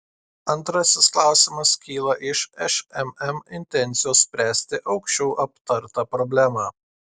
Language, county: Lithuanian, Klaipėda